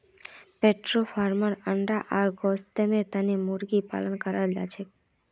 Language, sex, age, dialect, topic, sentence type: Magahi, female, 46-50, Northeastern/Surjapuri, agriculture, statement